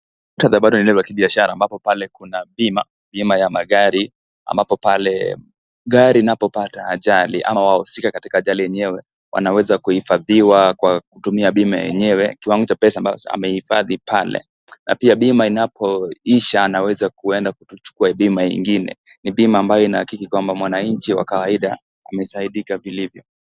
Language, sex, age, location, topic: Swahili, male, 18-24, Kisii, finance